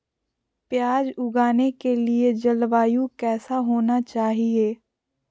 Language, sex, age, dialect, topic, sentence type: Magahi, female, 51-55, Southern, agriculture, question